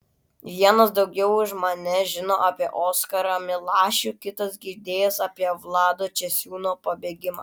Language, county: Lithuanian, Klaipėda